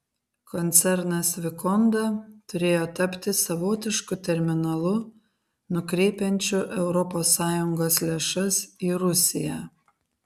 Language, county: Lithuanian, Kaunas